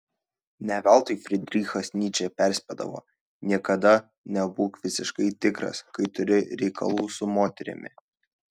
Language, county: Lithuanian, Šiauliai